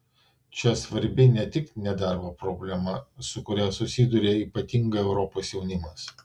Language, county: Lithuanian, Vilnius